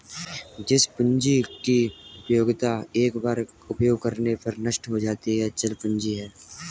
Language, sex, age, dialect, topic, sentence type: Hindi, male, 18-24, Kanauji Braj Bhasha, banking, statement